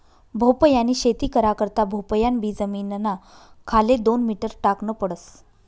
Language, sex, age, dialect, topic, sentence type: Marathi, female, 31-35, Northern Konkan, agriculture, statement